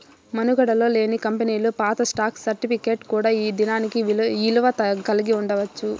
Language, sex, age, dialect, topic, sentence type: Telugu, female, 51-55, Southern, banking, statement